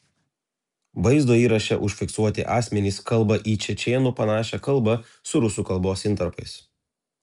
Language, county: Lithuanian, Telšiai